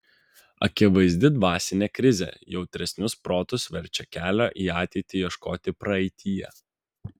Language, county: Lithuanian, Vilnius